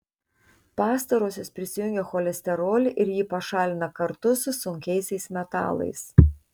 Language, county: Lithuanian, Tauragė